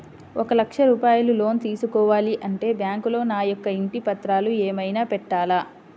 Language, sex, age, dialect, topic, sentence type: Telugu, female, 25-30, Central/Coastal, banking, question